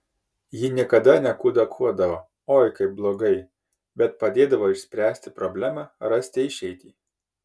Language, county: Lithuanian, Kaunas